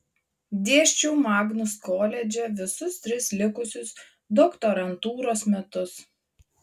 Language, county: Lithuanian, Marijampolė